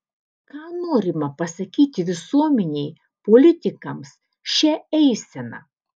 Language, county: Lithuanian, Alytus